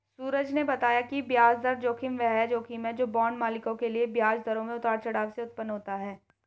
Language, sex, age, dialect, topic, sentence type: Hindi, female, 18-24, Hindustani Malvi Khadi Boli, banking, statement